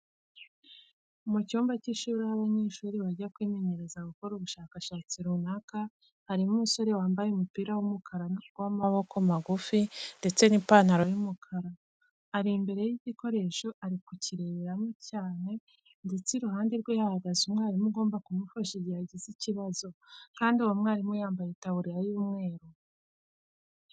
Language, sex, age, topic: Kinyarwanda, female, 25-35, education